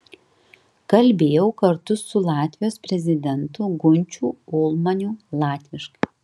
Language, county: Lithuanian, Kaunas